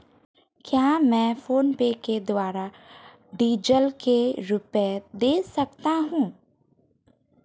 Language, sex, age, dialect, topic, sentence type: Hindi, female, 25-30, Marwari Dhudhari, banking, question